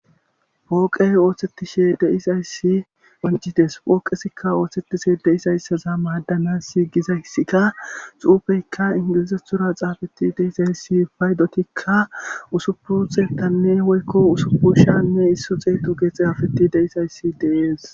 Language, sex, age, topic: Gamo, male, 36-49, government